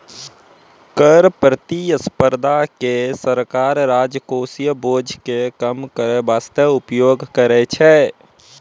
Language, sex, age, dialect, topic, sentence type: Maithili, male, 25-30, Angika, banking, statement